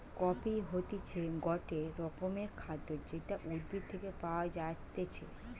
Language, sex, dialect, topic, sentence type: Bengali, female, Western, agriculture, statement